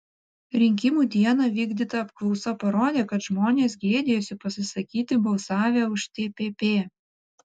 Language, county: Lithuanian, Vilnius